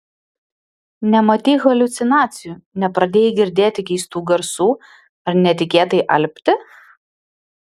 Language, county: Lithuanian, Vilnius